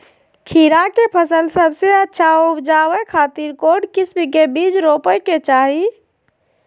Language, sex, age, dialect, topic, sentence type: Magahi, female, 25-30, Southern, agriculture, question